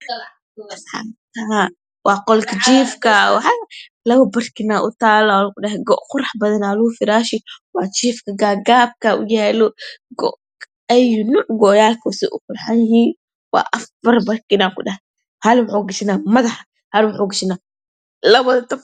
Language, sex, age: Somali, male, 18-24